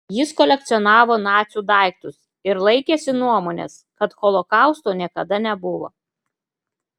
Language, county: Lithuanian, Klaipėda